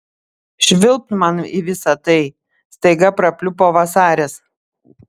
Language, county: Lithuanian, Panevėžys